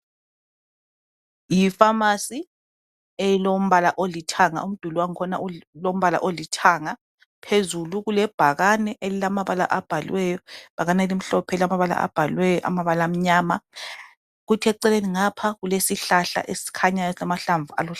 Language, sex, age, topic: North Ndebele, female, 25-35, health